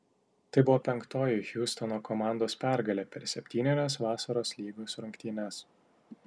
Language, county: Lithuanian, Tauragė